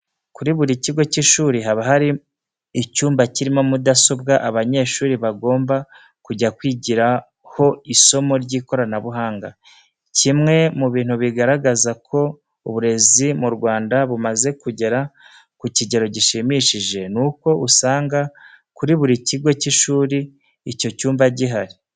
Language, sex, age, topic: Kinyarwanda, male, 36-49, education